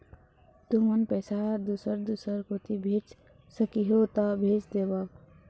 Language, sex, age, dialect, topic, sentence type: Chhattisgarhi, female, 31-35, Eastern, banking, question